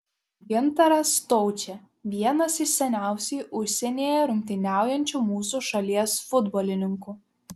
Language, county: Lithuanian, Šiauliai